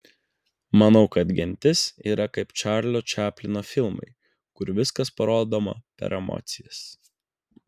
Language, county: Lithuanian, Vilnius